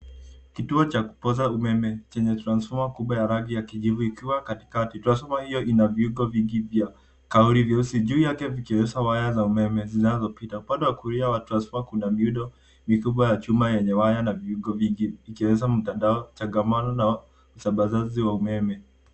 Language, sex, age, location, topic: Swahili, male, 18-24, Nairobi, government